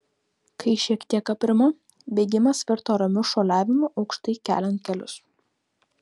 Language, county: Lithuanian, Kaunas